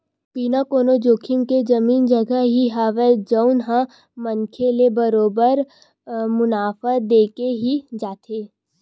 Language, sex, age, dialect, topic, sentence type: Chhattisgarhi, female, 18-24, Western/Budati/Khatahi, banking, statement